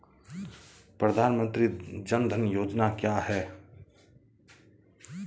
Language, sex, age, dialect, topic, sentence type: Hindi, male, 25-30, Marwari Dhudhari, banking, question